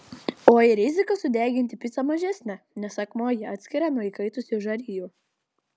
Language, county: Lithuanian, Klaipėda